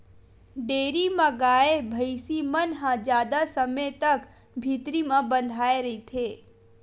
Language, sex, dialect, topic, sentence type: Chhattisgarhi, female, Western/Budati/Khatahi, agriculture, statement